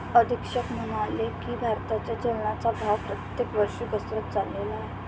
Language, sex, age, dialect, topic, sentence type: Marathi, male, 18-24, Standard Marathi, banking, statement